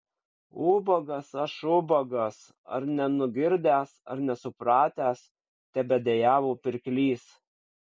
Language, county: Lithuanian, Kaunas